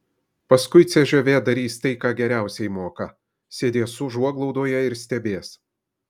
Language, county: Lithuanian, Kaunas